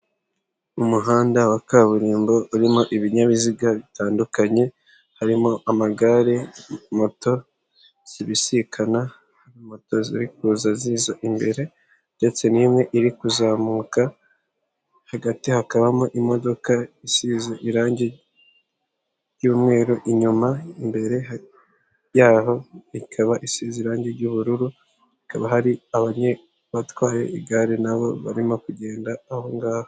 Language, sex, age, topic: Kinyarwanda, male, 18-24, government